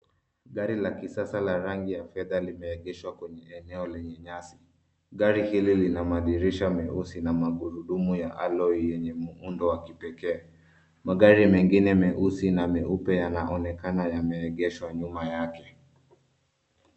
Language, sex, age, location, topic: Swahili, male, 25-35, Nairobi, finance